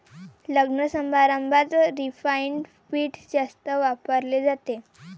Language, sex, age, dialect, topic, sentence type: Marathi, female, 18-24, Varhadi, agriculture, statement